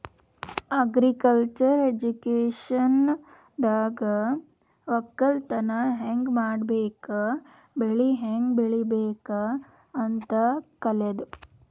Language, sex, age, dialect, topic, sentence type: Kannada, female, 18-24, Northeastern, agriculture, statement